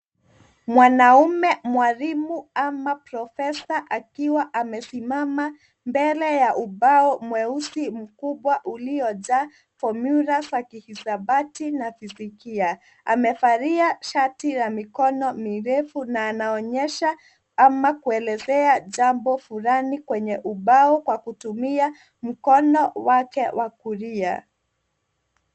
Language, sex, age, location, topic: Swahili, female, 25-35, Nairobi, education